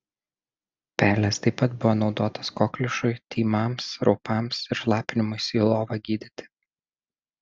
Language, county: Lithuanian, Šiauliai